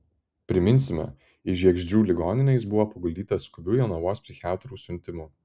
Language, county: Lithuanian, Vilnius